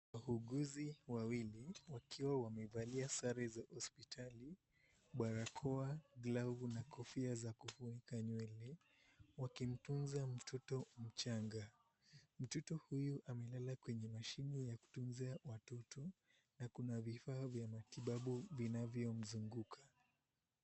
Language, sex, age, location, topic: Swahili, male, 18-24, Mombasa, health